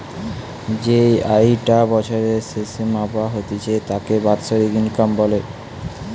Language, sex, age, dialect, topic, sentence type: Bengali, male, <18, Western, banking, statement